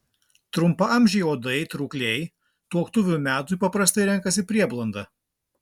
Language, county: Lithuanian, Klaipėda